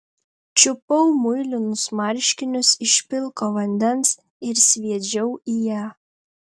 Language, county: Lithuanian, Panevėžys